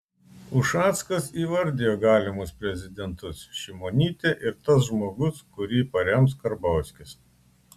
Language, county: Lithuanian, Klaipėda